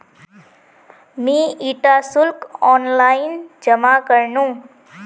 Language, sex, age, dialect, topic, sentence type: Magahi, female, 18-24, Northeastern/Surjapuri, banking, statement